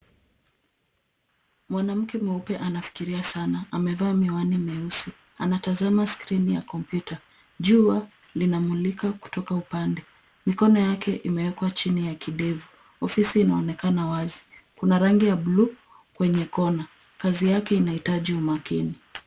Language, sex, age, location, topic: Swahili, female, 25-35, Nairobi, education